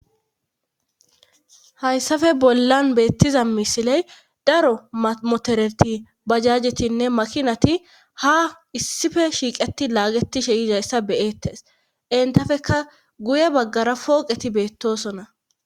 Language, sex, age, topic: Gamo, female, 25-35, government